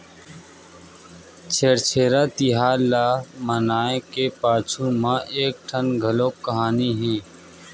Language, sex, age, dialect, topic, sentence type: Chhattisgarhi, male, 18-24, Western/Budati/Khatahi, agriculture, statement